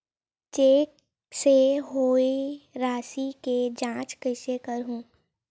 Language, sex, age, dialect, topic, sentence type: Chhattisgarhi, female, 18-24, Western/Budati/Khatahi, banking, question